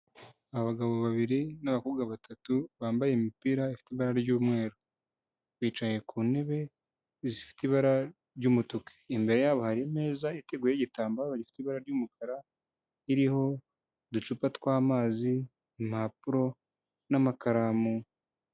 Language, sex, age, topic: Kinyarwanda, male, 18-24, government